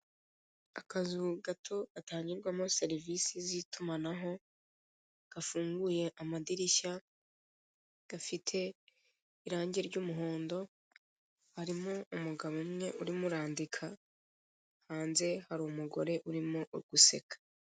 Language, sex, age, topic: Kinyarwanda, female, 25-35, finance